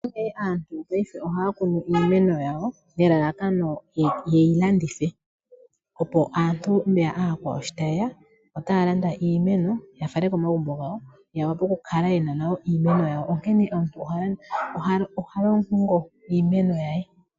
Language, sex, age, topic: Oshiwambo, female, 18-24, agriculture